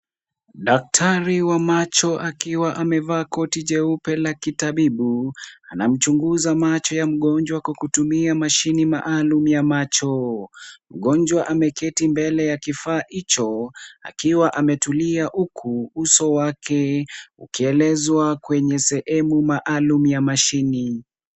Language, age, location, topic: Swahili, 18-24, Kisumu, health